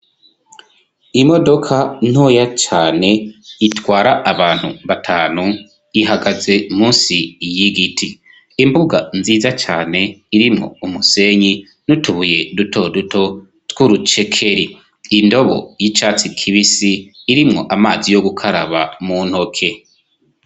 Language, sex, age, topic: Rundi, male, 25-35, education